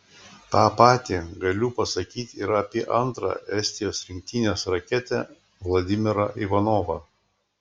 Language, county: Lithuanian, Klaipėda